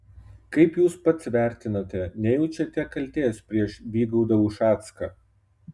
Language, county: Lithuanian, Kaunas